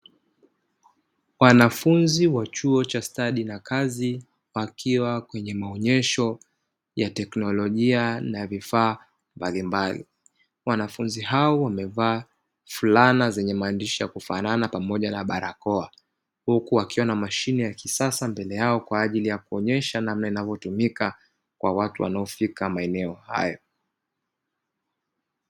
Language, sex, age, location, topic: Swahili, male, 36-49, Dar es Salaam, education